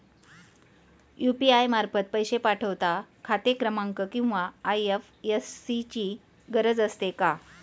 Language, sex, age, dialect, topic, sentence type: Marathi, female, 41-45, Standard Marathi, banking, question